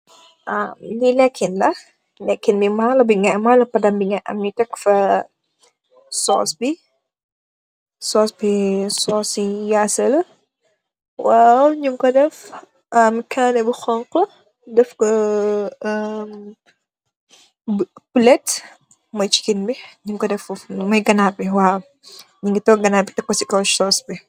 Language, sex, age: Wolof, female, 18-24